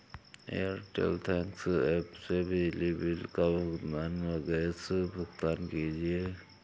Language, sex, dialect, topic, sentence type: Hindi, male, Kanauji Braj Bhasha, banking, statement